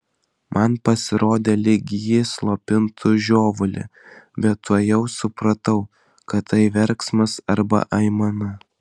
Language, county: Lithuanian, Vilnius